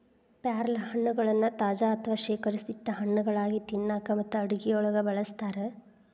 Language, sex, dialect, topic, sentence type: Kannada, female, Dharwad Kannada, agriculture, statement